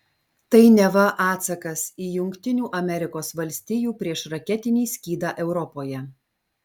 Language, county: Lithuanian, Alytus